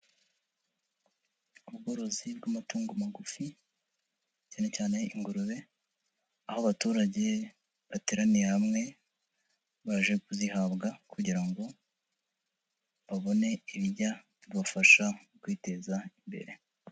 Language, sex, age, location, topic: Kinyarwanda, male, 50+, Huye, agriculture